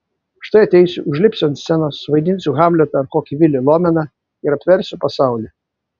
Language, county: Lithuanian, Vilnius